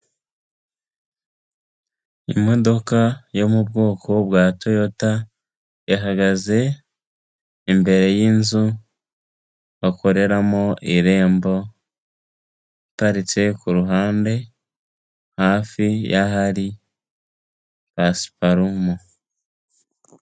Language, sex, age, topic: Kinyarwanda, male, 18-24, government